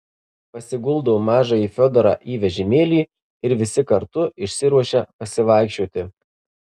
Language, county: Lithuanian, Marijampolė